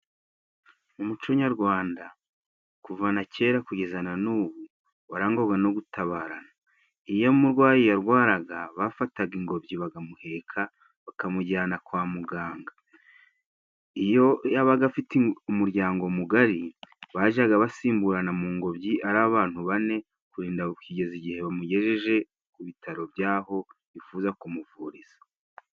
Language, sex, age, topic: Kinyarwanda, male, 36-49, government